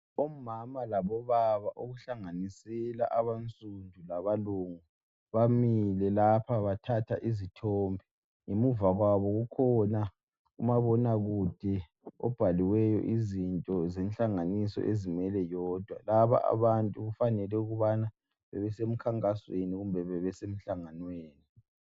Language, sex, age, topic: North Ndebele, male, 25-35, health